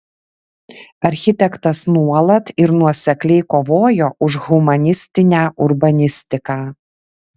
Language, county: Lithuanian, Vilnius